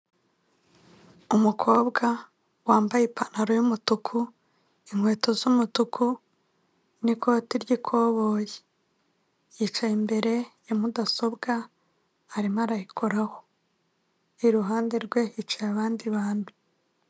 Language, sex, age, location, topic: Kinyarwanda, female, 25-35, Kigali, finance